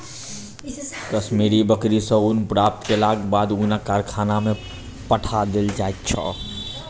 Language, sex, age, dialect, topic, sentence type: Maithili, male, 25-30, Southern/Standard, agriculture, statement